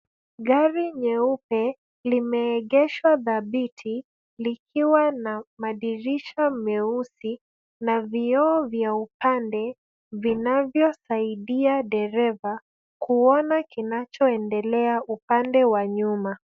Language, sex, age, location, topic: Swahili, female, 25-35, Nairobi, finance